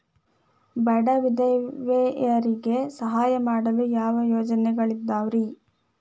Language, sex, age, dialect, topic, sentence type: Kannada, female, 25-30, Dharwad Kannada, banking, question